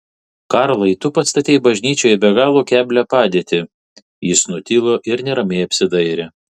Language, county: Lithuanian, Vilnius